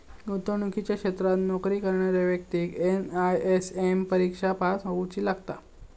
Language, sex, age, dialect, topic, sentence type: Marathi, male, 18-24, Southern Konkan, banking, statement